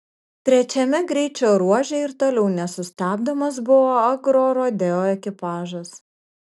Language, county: Lithuanian, Kaunas